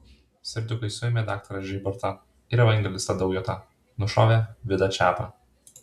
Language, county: Lithuanian, Alytus